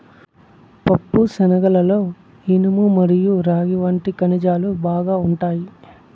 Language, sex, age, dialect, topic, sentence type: Telugu, male, 25-30, Southern, agriculture, statement